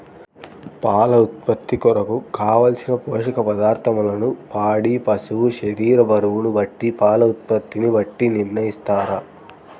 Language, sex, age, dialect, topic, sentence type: Telugu, male, 25-30, Central/Coastal, agriculture, question